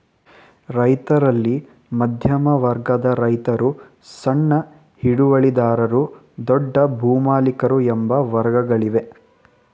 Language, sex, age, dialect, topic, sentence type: Kannada, male, 18-24, Mysore Kannada, agriculture, statement